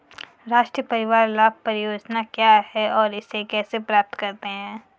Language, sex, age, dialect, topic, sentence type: Hindi, female, 41-45, Kanauji Braj Bhasha, banking, question